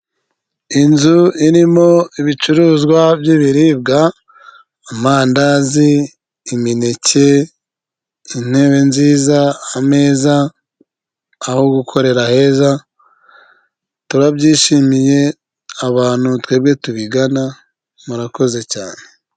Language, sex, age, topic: Kinyarwanda, male, 25-35, finance